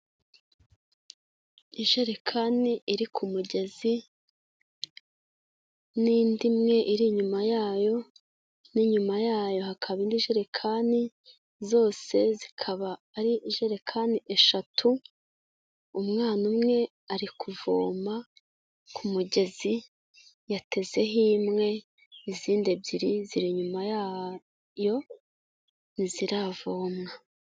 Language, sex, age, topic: Kinyarwanda, female, 25-35, health